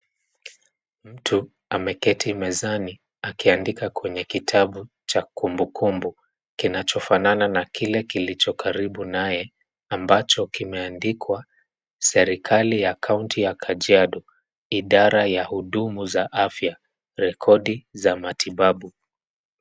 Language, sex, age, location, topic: Swahili, male, 25-35, Nairobi, health